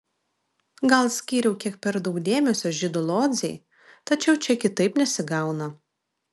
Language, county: Lithuanian, Vilnius